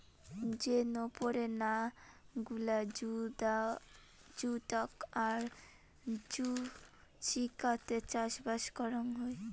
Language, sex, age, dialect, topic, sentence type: Bengali, female, 18-24, Rajbangshi, agriculture, statement